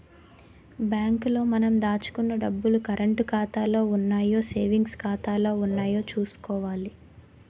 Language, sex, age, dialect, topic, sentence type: Telugu, female, 18-24, Utterandhra, banking, statement